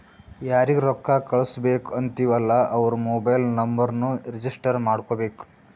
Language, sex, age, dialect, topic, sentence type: Kannada, male, 18-24, Northeastern, banking, statement